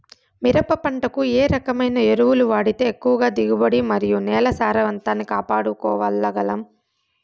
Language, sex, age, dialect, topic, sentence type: Telugu, female, 25-30, Southern, agriculture, question